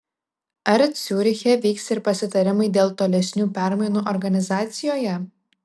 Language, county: Lithuanian, Vilnius